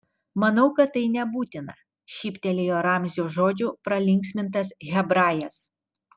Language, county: Lithuanian, Telšiai